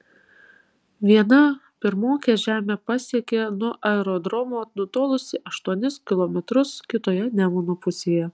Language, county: Lithuanian, Kaunas